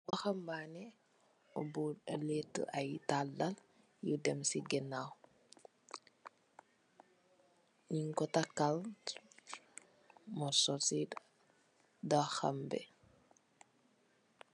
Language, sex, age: Wolof, female, 18-24